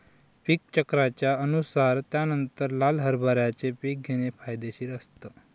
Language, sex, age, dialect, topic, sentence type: Marathi, male, 51-55, Northern Konkan, agriculture, statement